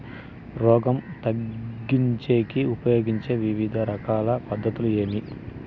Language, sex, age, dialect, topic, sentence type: Telugu, male, 36-40, Southern, agriculture, question